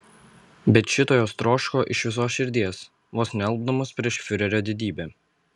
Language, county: Lithuanian, Kaunas